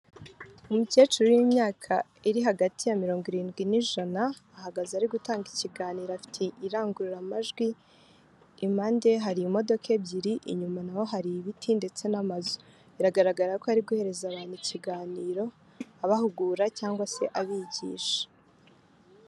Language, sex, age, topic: Kinyarwanda, female, 25-35, health